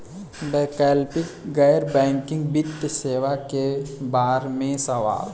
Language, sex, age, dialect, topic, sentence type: Bhojpuri, male, 18-24, Western, banking, question